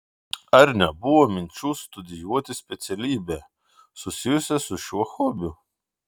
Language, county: Lithuanian, Šiauliai